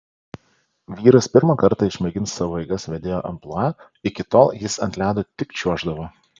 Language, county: Lithuanian, Panevėžys